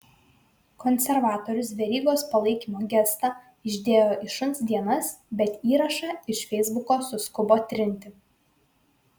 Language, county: Lithuanian, Vilnius